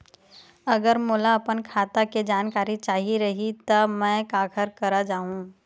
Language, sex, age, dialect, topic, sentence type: Chhattisgarhi, female, 25-30, Western/Budati/Khatahi, banking, question